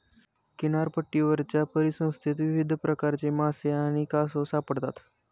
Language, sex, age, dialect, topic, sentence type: Marathi, male, 18-24, Standard Marathi, agriculture, statement